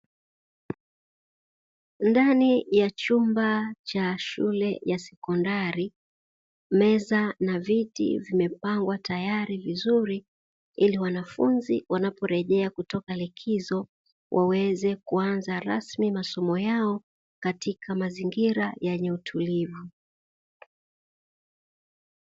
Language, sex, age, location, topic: Swahili, female, 18-24, Dar es Salaam, education